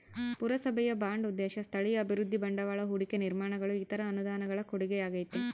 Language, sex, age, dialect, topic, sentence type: Kannada, female, 25-30, Central, banking, statement